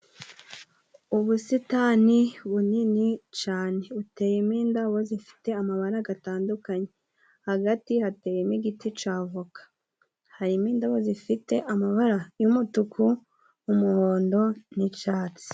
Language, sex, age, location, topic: Kinyarwanda, female, 18-24, Musanze, finance